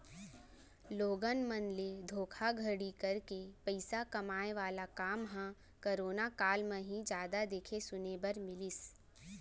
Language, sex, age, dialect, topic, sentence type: Chhattisgarhi, female, 18-24, Central, banking, statement